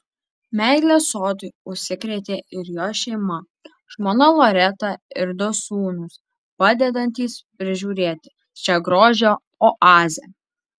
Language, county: Lithuanian, Alytus